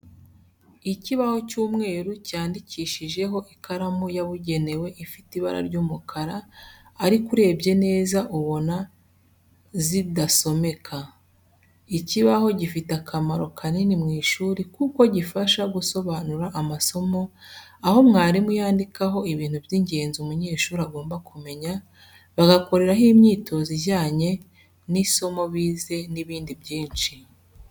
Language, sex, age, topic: Kinyarwanda, female, 36-49, education